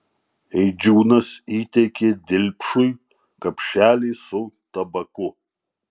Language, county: Lithuanian, Marijampolė